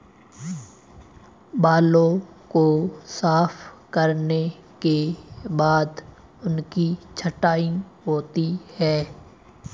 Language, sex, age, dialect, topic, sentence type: Hindi, male, 18-24, Marwari Dhudhari, agriculture, statement